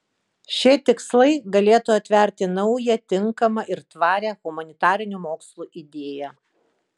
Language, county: Lithuanian, Kaunas